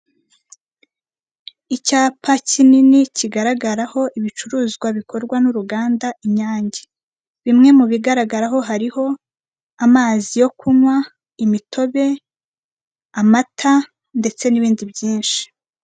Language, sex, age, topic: Kinyarwanda, female, 25-35, finance